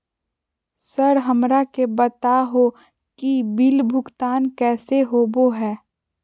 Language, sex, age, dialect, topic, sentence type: Magahi, female, 41-45, Southern, banking, question